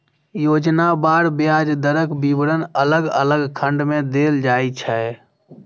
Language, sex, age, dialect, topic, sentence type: Maithili, female, 36-40, Eastern / Thethi, banking, statement